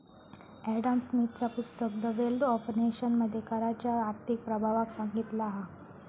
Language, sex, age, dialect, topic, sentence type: Marathi, female, 36-40, Southern Konkan, banking, statement